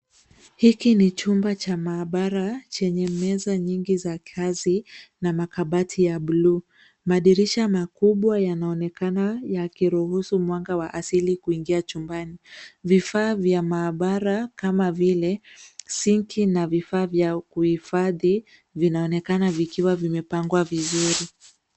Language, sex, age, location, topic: Swahili, female, 25-35, Nairobi, education